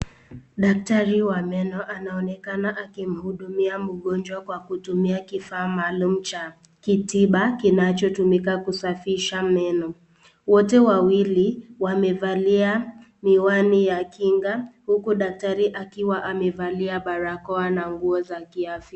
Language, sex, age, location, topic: Swahili, female, 18-24, Nakuru, health